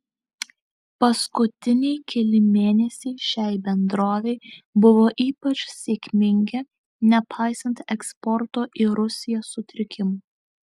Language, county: Lithuanian, Alytus